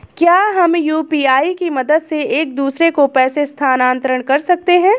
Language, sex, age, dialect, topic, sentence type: Hindi, female, 25-30, Awadhi Bundeli, banking, question